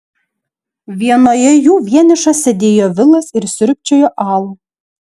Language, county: Lithuanian, Šiauliai